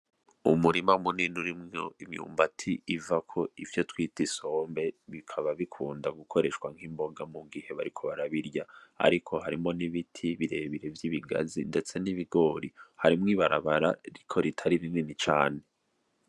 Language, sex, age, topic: Rundi, male, 25-35, agriculture